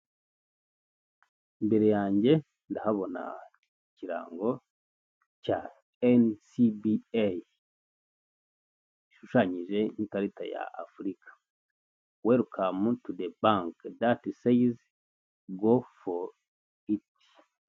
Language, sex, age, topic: Kinyarwanda, male, 50+, finance